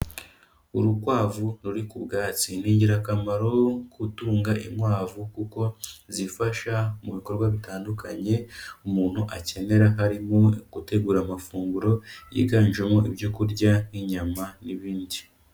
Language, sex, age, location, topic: Kinyarwanda, male, 25-35, Kigali, agriculture